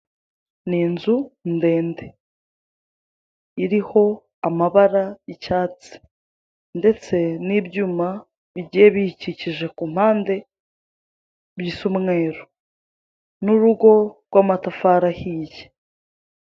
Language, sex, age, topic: Kinyarwanda, female, 25-35, government